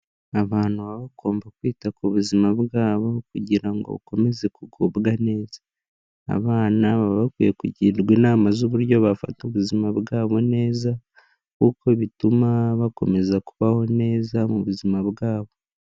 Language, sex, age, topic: Kinyarwanda, male, 18-24, health